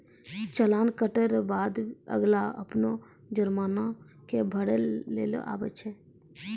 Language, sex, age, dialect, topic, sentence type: Maithili, female, 36-40, Angika, banking, statement